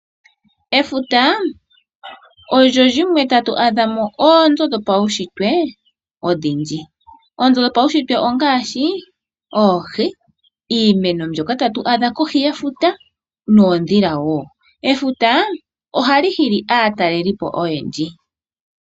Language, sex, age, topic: Oshiwambo, female, 18-24, agriculture